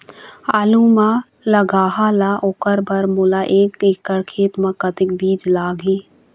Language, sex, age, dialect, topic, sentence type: Chhattisgarhi, female, 51-55, Eastern, agriculture, question